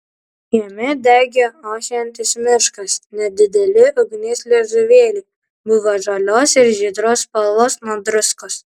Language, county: Lithuanian, Kaunas